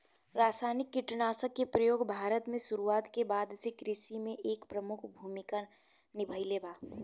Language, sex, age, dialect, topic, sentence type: Bhojpuri, female, 18-24, Southern / Standard, agriculture, statement